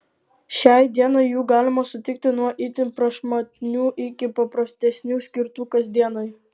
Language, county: Lithuanian, Alytus